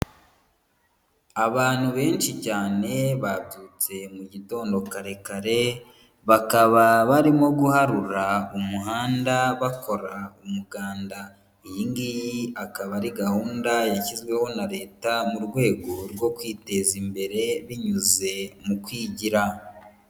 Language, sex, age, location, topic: Kinyarwanda, female, 18-24, Huye, agriculture